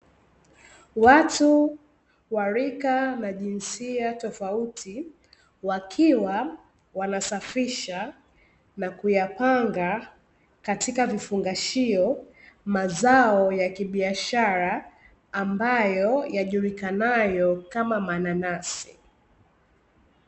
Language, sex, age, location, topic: Swahili, female, 25-35, Dar es Salaam, agriculture